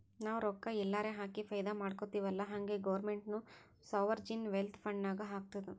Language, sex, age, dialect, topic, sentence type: Kannada, female, 18-24, Northeastern, banking, statement